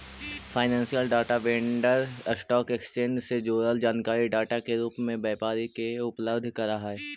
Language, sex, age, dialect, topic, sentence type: Magahi, male, 18-24, Central/Standard, banking, statement